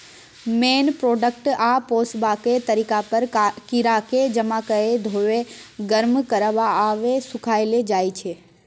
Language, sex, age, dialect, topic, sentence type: Maithili, female, 18-24, Bajjika, agriculture, statement